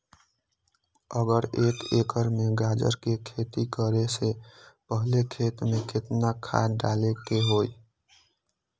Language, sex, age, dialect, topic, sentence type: Magahi, male, 18-24, Western, agriculture, question